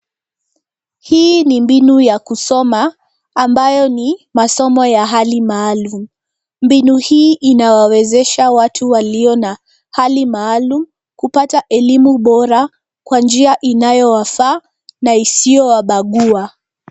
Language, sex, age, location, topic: Swahili, female, 25-35, Nairobi, education